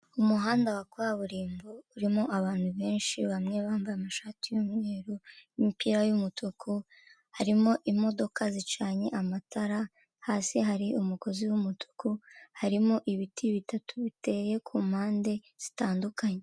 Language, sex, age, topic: Kinyarwanda, female, 25-35, government